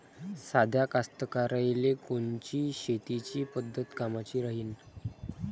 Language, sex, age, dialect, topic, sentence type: Marathi, female, 46-50, Varhadi, agriculture, question